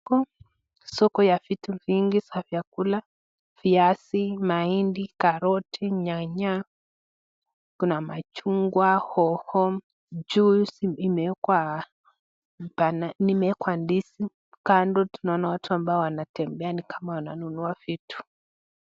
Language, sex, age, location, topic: Swahili, female, 25-35, Nakuru, finance